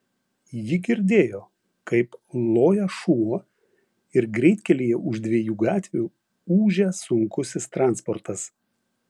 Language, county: Lithuanian, Vilnius